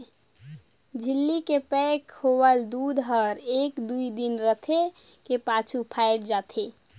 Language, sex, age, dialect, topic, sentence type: Chhattisgarhi, female, 46-50, Northern/Bhandar, agriculture, statement